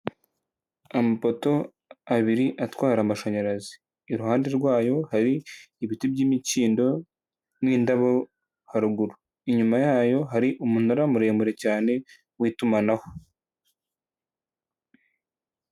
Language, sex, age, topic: Kinyarwanda, male, 18-24, government